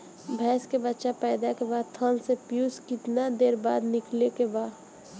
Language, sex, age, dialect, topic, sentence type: Bhojpuri, female, 18-24, Northern, agriculture, question